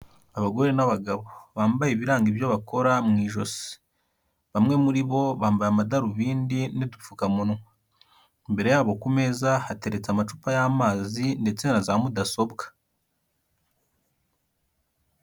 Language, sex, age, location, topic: Kinyarwanda, male, 18-24, Kigali, health